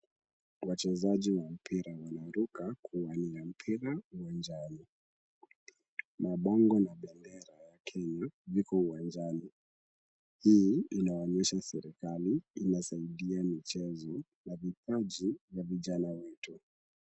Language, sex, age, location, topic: Swahili, male, 18-24, Kisumu, government